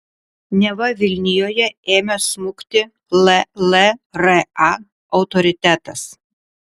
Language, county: Lithuanian, Vilnius